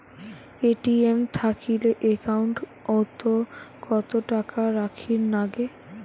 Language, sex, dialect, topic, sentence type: Bengali, female, Rajbangshi, banking, question